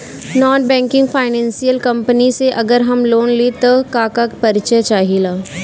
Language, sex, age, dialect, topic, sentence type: Bhojpuri, female, 18-24, Northern, banking, question